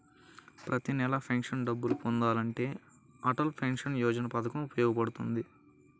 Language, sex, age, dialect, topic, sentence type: Telugu, male, 18-24, Central/Coastal, banking, statement